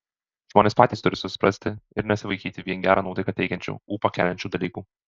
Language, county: Lithuanian, Alytus